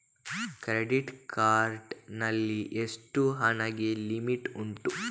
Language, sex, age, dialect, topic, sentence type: Kannada, female, 18-24, Coastal/Dakshin, banking, question